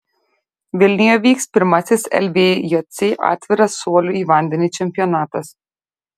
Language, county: Lithuanian, Šiauliai